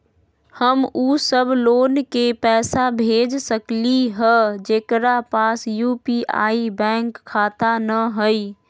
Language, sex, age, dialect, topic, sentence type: Magahi, female, 25-30, Western, banking, question